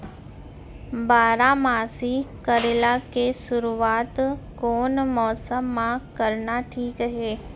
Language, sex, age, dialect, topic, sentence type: Chhattisgarhi, female, 25-30, Central, agriculture, question